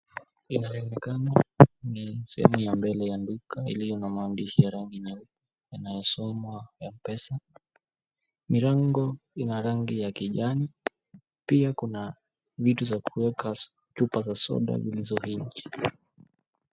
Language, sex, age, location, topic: Swahili, male, 18-24, Mombasa, finance